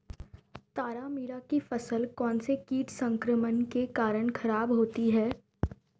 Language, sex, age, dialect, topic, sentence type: Hindi, female, 18-24, Marwari Dhudhari, agriculture, question